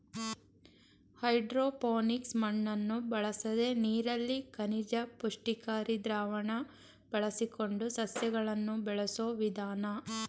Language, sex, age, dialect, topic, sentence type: Kannada, female, 31-35, Mysore Kannada, agriculture, statement